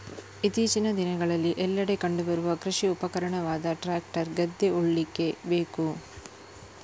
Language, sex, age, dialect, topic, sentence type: Kannada, female, 31-35, Coastal/Dakshin, agriculture, statement